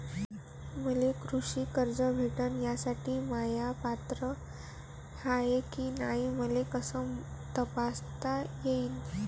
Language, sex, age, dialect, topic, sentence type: Marathi, female, 18-24, Varhadi, banking, question